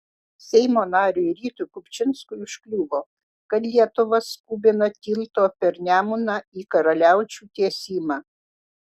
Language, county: Lithuanian, Utena